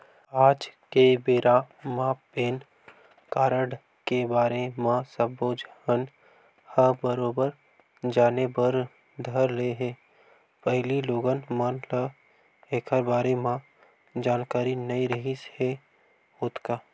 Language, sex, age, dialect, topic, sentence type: Chhattisgarhi, male, 18-24, Western/Budati/Khatahi, banking, statement